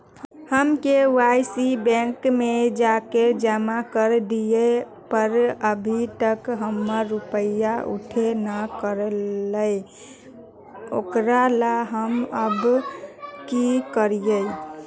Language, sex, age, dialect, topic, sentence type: Magahi, female, 25-30, Northeastern/Surjapuri, banking, question